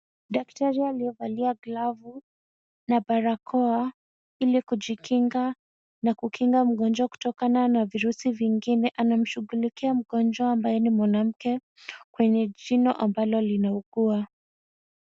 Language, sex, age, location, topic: Swahili, female, 18-24, Kisumu, health